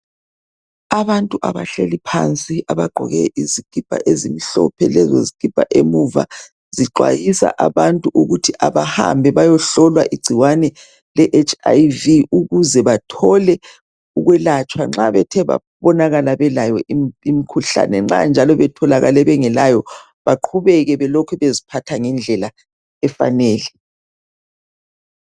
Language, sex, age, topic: North Ndebele, male, 36-49, health